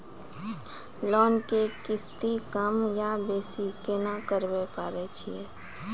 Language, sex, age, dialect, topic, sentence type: Maithili, female, 36-40, Angika, banking, question